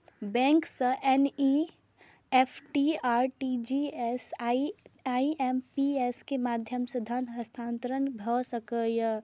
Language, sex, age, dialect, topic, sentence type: Maithili, female, 31-35, Eastern / Thethi, banking, statement